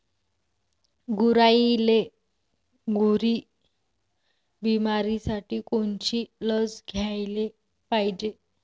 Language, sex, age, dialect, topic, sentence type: Marathi, female, 18-24, Varhadi, agriculture, question